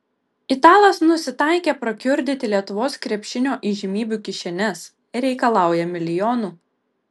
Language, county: Lithuanian, Kaunas